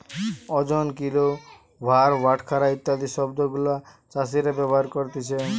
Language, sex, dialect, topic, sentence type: Bengali, male, Western, agriculture, statement